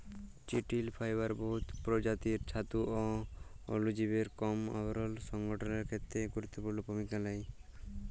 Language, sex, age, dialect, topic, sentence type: Bengali, male, 41-45, Jharkhandi, agriculture, statement